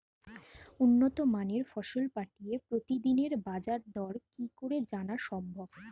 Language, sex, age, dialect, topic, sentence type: Bengali, female, 25-30, Standard Colloquial, agriculture, question